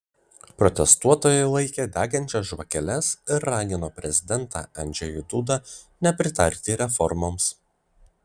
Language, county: Lithuanian, Vilnius